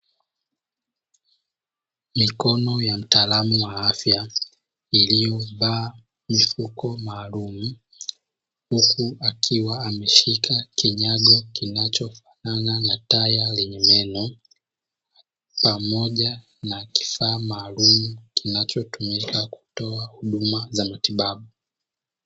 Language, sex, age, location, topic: Swahili, male, 25-35, Dar es Salaam, health